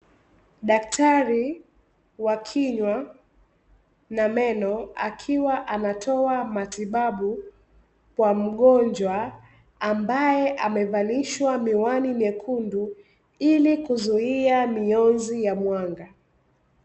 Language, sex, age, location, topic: Swahili, female, 25-35, Dar es Salaam, health